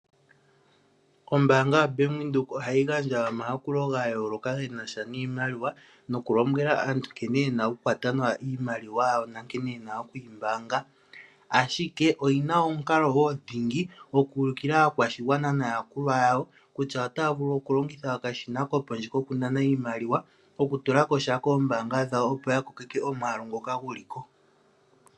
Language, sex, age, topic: Oshiwambo, male, 18-24, finance